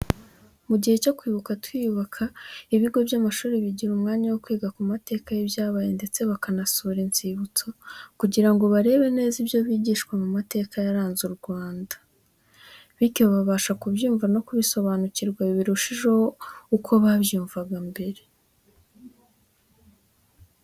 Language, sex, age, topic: Kinyarwanda, female, 18-24, education